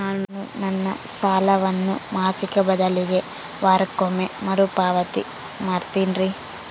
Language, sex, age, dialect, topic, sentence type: Kannada, female, 18-24, Central, banking, statement